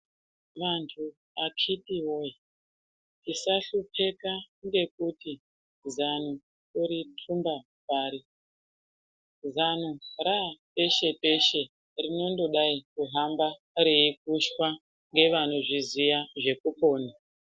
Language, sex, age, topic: Ndau, female, 36-49, health